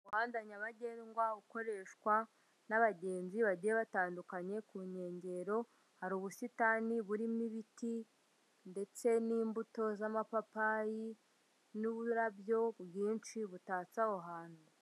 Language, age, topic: Kinyarwanda, 25-35, government